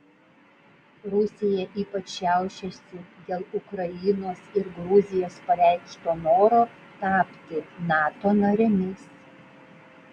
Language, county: Lithuanian, Vilnius